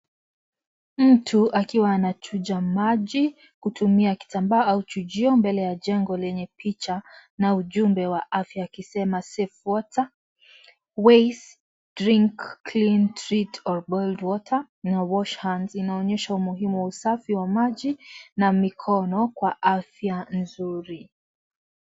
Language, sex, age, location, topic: Swahili, female, 18-24, Kisii, health